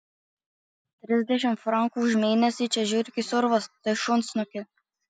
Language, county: Lithuanian, Marijampolė